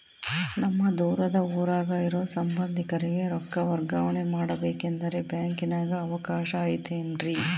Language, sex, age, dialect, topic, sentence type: Kannada, female, 31-35, Central, banking, question